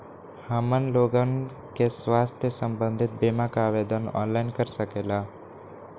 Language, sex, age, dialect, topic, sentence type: Magahi, male, 25-30, Western, banking, question